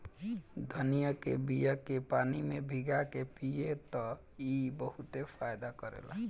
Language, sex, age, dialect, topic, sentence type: Bhojpuri, male, 18-24, Northern, agriculture, statement